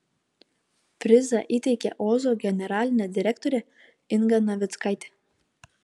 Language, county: Lithuanian, Kaunas